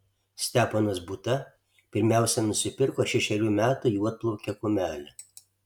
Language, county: Lithuanian, Alytus